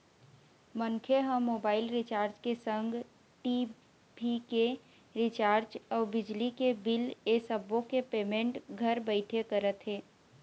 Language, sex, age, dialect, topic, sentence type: Chhattisgarhi, female, 18-24, Eastern, banking, statement